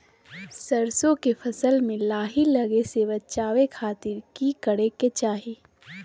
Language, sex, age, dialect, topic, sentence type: Magahi, female, 31-35, Southern, agriculture, question